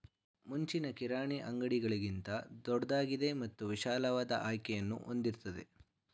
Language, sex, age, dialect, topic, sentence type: Kannada, male, 46-50, Mysore Kannada, agriculture, statement